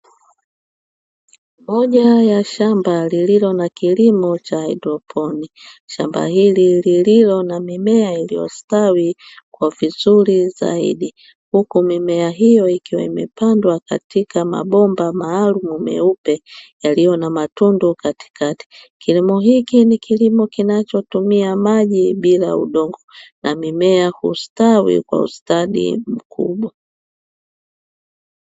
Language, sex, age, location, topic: Swahili, female, 25-35, Dar es Salaam, agriculture